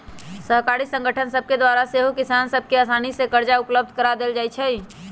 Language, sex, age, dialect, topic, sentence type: Magahi, male, 18-24, Western, agriculture, statement